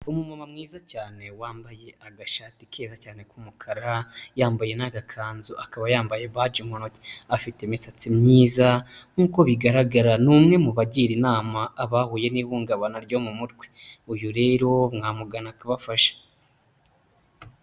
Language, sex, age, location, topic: Kinyarwanda, male, 25-35, Huye, health